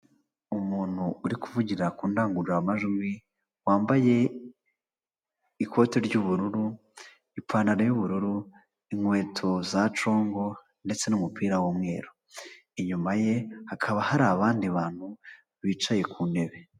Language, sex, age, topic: Kinyarwanda, female, 25-35, government